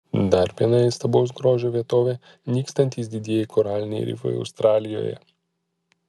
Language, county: Lithuanian, Panevėžys